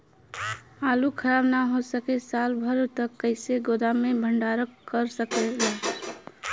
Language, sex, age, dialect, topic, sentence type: Bhojpuri, female, 31-35, Western, agriculture, question